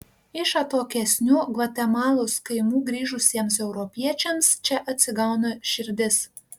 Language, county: Lithuanian, Panevėžys